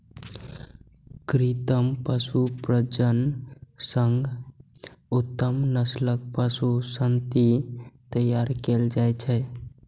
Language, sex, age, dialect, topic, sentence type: Maithili, male, 18-24, Eastern / Thethi, agriculture, statement